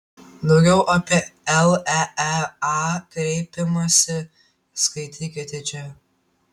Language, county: Lithuanian, Tauragė